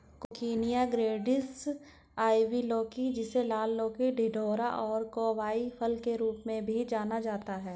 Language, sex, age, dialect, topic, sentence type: Hindi, female, 56-60, Hindustani Malvi Khadi Boli, agriculture, statement